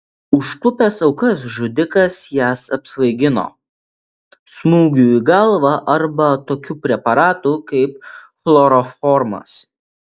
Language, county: Lithuanian, Alytus